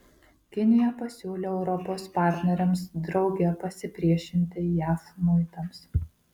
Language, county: Lithuanian, Marijampolė